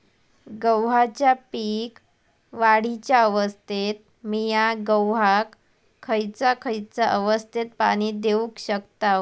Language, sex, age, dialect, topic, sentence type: Marathi, female, 18-24, Southern Konkan, agriculture, question